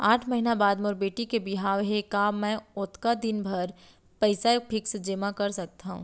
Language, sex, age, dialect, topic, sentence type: Chhattisgarhi, female, 31-35, Central, banking, question